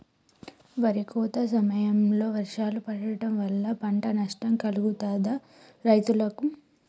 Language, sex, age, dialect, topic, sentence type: Telugu, female, 18-24, Telangana, agriculture, question